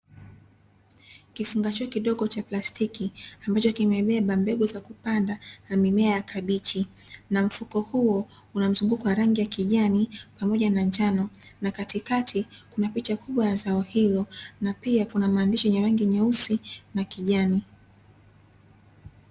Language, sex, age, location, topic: Swahili, female, 18-24, Dar es Salaam, agriculture